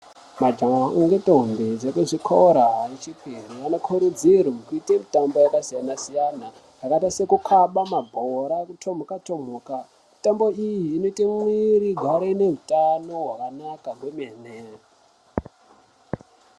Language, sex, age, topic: Ndau, male, 18-24, education